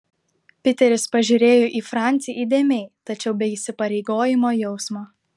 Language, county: Lithuanian, Klaipėda